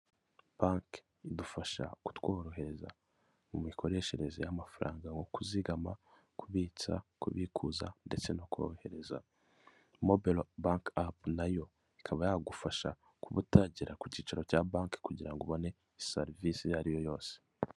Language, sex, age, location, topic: Kinyarwanda, male, 25-35, Kigali, finance